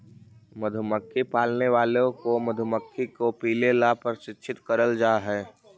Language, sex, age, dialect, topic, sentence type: Magahi, male, 18-24, Central/Standard, agriculture, statement